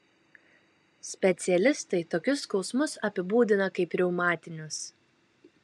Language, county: Lithuanian, Kaunas